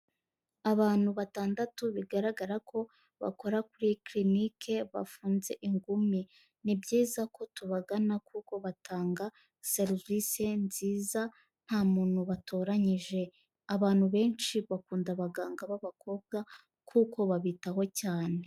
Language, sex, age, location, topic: Kinyarwanda, female, 18-24, Kigali, health